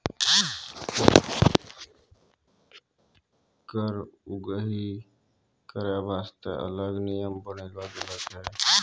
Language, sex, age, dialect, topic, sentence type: Maithili, male, 18-24, Angika, banking, statement